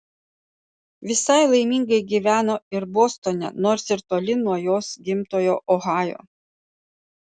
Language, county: Lithuanian, Panevėžys